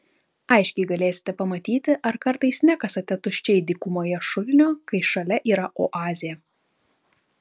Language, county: Lithuanian, Kaunas